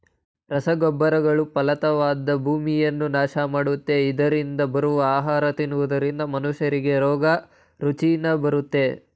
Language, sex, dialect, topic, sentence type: Kannada, male, Mysore Kannada, agriculture, statement